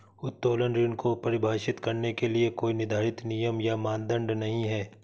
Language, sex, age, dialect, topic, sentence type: Hindi, male, 36-40, Awadhi Bundeli, banking, statement